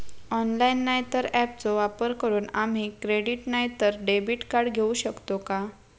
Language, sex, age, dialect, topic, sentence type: Marathi, female, 56-60, Southern Konkan, banking, question